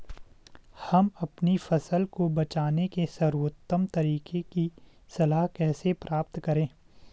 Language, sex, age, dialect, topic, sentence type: Hindi, male, 18-24, Garhwali, agriculture, question